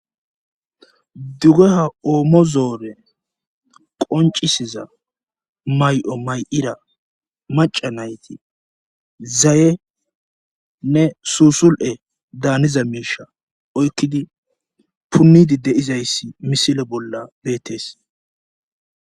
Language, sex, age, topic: Gamo, male, 25-35, government